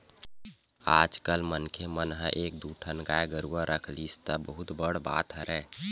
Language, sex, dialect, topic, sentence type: Chhattisgarhi, male, Western/Budati/Khatahi, agriculture, statement